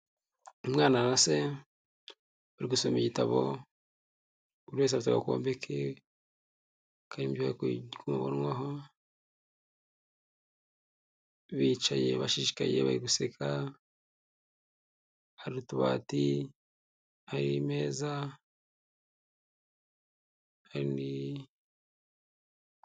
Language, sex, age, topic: Kinyarwanda, male, 18-24, health